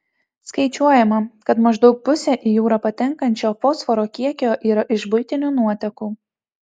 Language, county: Lithuanian, Tauragė